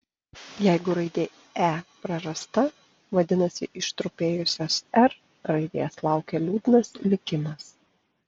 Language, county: Lithuanian, Panevėžys